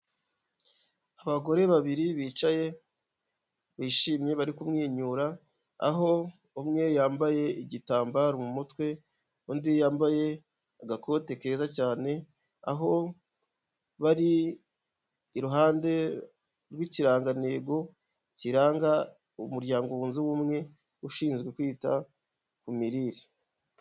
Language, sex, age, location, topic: Kinyarwanda, male, 25-35, Huye, health